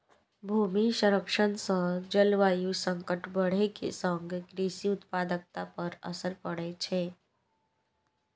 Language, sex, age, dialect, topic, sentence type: Maithili, female, 18-24, Eastern / Thethi, agriculture, statement